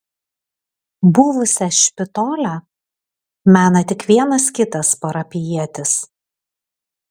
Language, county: Lithuanian, Alytus